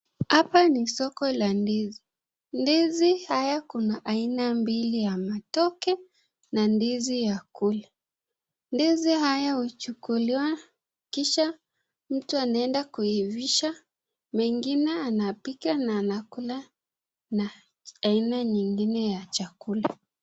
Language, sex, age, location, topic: Swahili, female, 25-35, Nakuru, agriculture